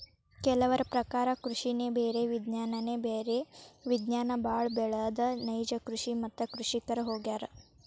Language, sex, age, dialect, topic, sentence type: Kannada, female, 18-24, Dharwad Kannada, agriculture, statement